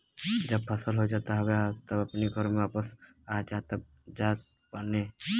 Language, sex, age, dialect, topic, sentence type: Bhojpuri, male, 18-24, Western, agriculture, statement